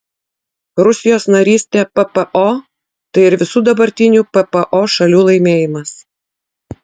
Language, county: Lithuanian, Utena